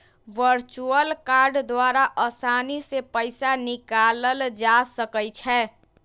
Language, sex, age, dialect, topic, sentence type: Magahi, female, 25-30, Western, banking, statement